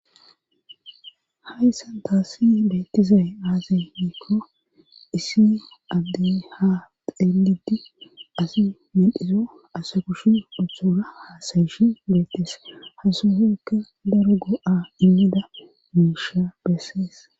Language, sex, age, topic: Gamo, female, 25-35, government